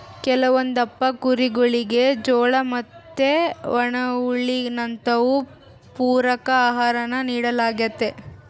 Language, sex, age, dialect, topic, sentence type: Kannada, female, 18-24, Central, agriculture, statement